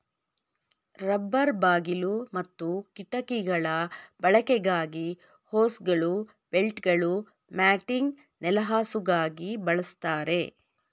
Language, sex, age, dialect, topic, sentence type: Kannada, female, 46-50, Mysore Kannada, agriculture, statement